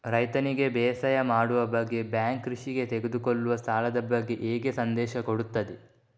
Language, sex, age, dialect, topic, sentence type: Kannada, male, 18-24, Coastal/Dakshin, banking, question